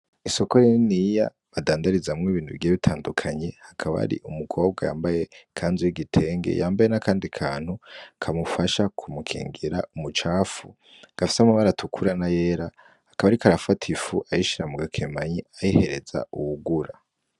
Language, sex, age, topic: Rundi, male, 18-24, agriculture